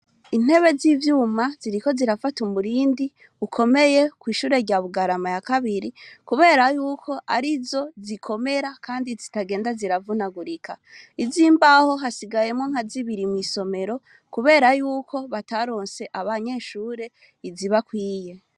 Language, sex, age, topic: Rundi, female, 25-35, education